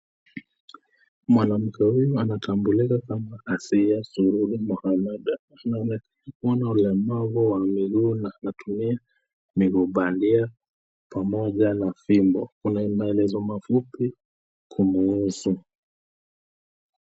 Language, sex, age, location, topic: Swahili, male, 18-24, Nakuru, education